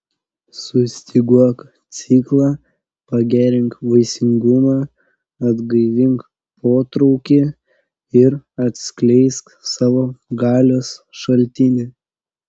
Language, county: Lithuanian, Panevėžys